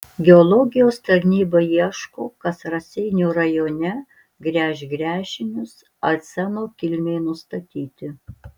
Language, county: Lithuanian, Alytus